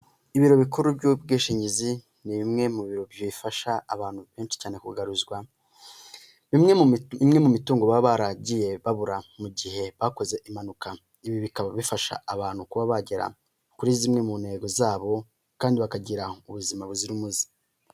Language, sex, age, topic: Kinyarwanda, male, 18-24, finance